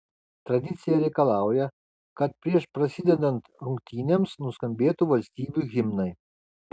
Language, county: Lithuanian, Kaunas